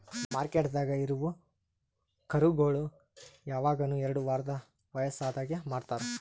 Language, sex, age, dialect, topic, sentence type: Kannada, male, 18-24, Northeastern, agriculture, statement